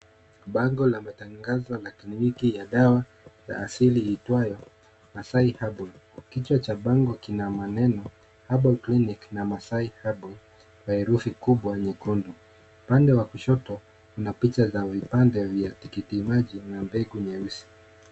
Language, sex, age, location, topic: Swahili, male, 25-35, Kisumu, health